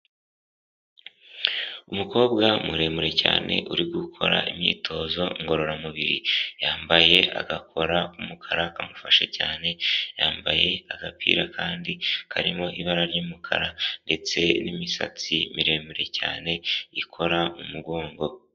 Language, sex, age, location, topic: Kinyarwanda, male, 18-24, Huye, health